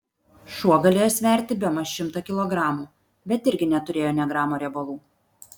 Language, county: Lithuanian, Vilnius